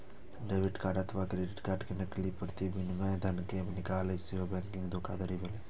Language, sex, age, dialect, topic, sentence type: Maithili, male, 18-24, Eastern / Thethi, banking, statement